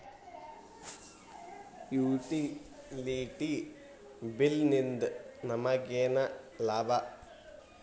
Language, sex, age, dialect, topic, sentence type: Kannada, male, 18-24, Dharwad Kannada, banking, question